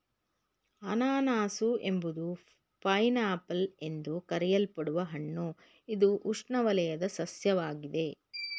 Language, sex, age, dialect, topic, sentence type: Kannada, female, 51-55, Mysore Kannada, agriculture, statement